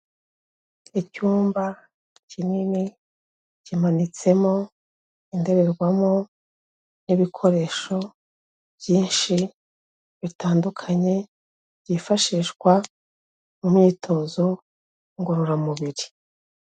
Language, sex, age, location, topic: Kinyarwanda, female, 36-49, Kigali, health